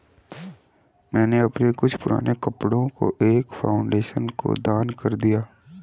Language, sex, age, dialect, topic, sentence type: Hindi, female, 31-35, Hindustani Malvi Khadi Boli, banking, statement